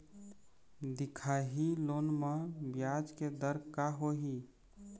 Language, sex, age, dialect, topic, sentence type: Chhattisgarhi, male, 18-24, Eastern, banking, question